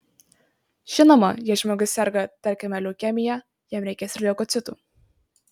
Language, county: Lithuanian, Marijampolė